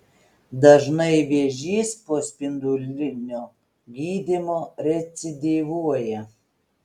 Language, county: Lithuanian, Telšiai